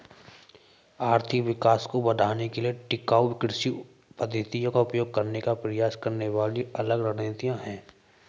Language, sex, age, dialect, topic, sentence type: Hindi, male, 18-24, Hindustani Malvi Khadi Boli, agriculture, statement